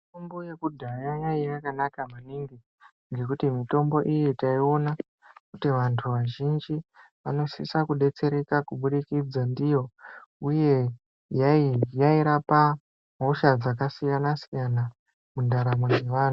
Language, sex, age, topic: Ndau, male, 25-35, health